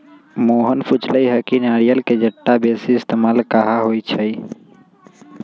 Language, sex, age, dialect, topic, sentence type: Magahi, male, 18-24, Western, agriculture, statement